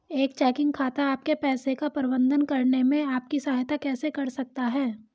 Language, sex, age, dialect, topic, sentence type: Hindi, female, 18-24, Hindustani Malvi Khadi Boli, banking, question